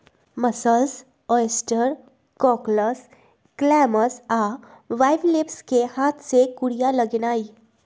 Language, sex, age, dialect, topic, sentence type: Magahi, female, 25-30, Western, agriculture, statement